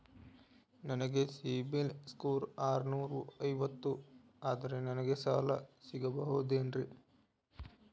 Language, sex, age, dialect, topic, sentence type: Kannada, male, 18-24, Dharwad Kannada, banking, question